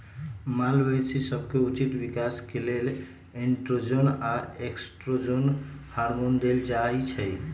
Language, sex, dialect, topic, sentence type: Magahi, male, Western, agriculture, statement